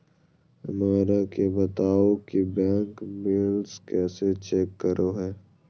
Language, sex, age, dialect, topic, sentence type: Magahi, male, 18-24, Southern, banking, question